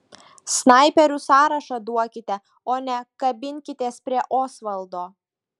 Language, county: Lithuanian, Šiauliai